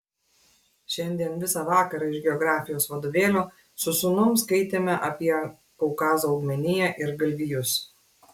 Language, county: Lithuanian, Klaipėda